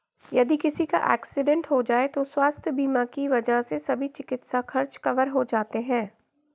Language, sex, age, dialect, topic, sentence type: Hindi, female, 51-55, Garhwali, banking, statement